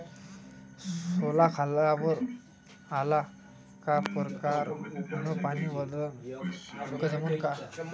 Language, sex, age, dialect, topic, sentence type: Marathi, male, 18-24, Varhadi, agriculture, question